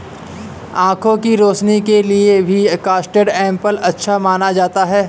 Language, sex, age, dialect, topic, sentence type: Hindi, male, 18-24, Awadhi Bundeli, agriculture, statement